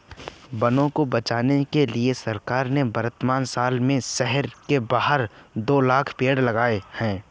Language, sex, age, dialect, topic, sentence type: Hindi, male, 25-30, Awadhi Bundeli, agriculture, statement